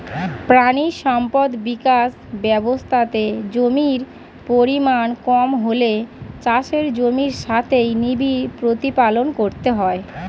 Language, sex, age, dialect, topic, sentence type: Bengali, female, 31-35, Standard Colloquial, agriculture, statement